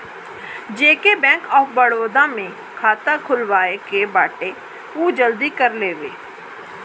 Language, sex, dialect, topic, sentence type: Bhojpuri, female, Northern, banking, statement